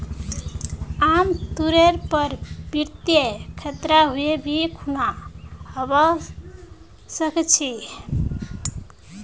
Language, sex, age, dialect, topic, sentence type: Magahi, female, 18-24, Northeastern/Surjapuri, banking, statement